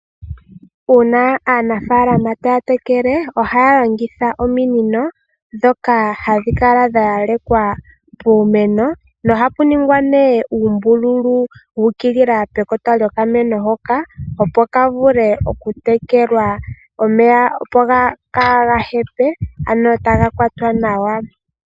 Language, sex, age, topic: Oshiwambo, female, 18-24, agriculture